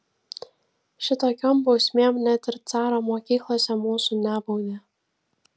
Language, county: Lithuanian, Vilnius